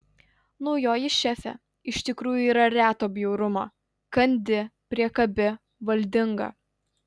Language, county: Lithuanian, Utena